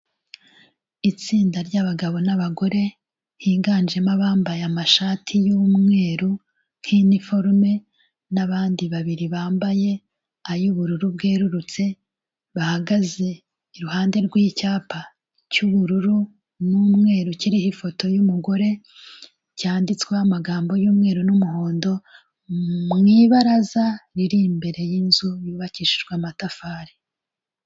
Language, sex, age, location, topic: Kinyarwanda, female, 36-49, Kigali, health